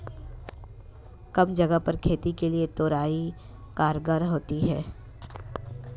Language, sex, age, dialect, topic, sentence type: Hindi, female, 25-30, Marwari Dhudhari, agriculture, statement